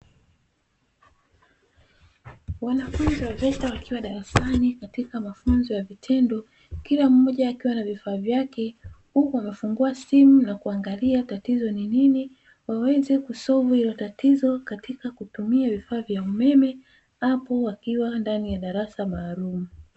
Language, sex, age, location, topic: Swahili, female, 36-49, Dar es Salaam, education